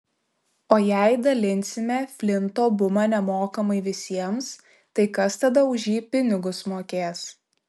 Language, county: Lithuanian, Šiauliai